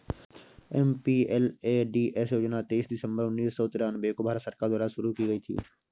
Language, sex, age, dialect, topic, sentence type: Hindi, male, 18-24, Awadhi Bundeli, banking, statement